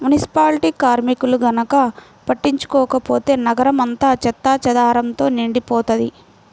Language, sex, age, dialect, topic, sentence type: Telugu, female, 25-30, Central/Coastal, banking, statement